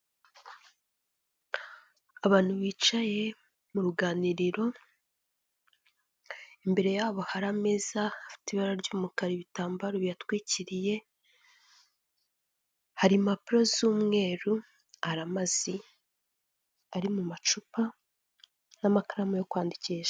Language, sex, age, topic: Kinyarwanda, female, 25-35, government